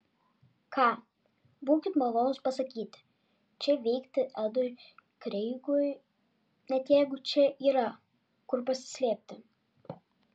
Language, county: Lithuanian, Vilnius